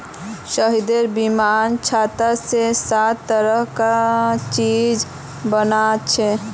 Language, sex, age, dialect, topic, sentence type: Magahi, female, 18-24, Northeastern/Surjapuri, agriculture, statement